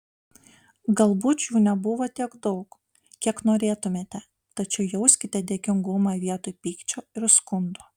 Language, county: Lithuanian, Panevėžys